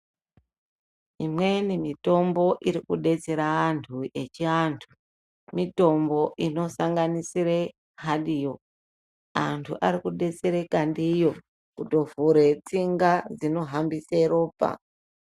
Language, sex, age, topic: Ndau, male, 50+, health